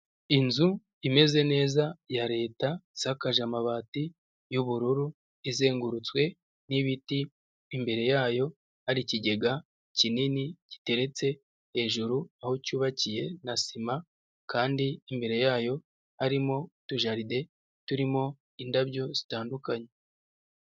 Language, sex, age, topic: Kinyarwanda, male, 25-35, government